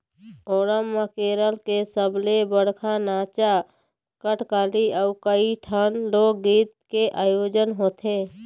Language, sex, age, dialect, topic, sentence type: Chhattisgarhi, female, 60-100, Eastern, agriculture, statement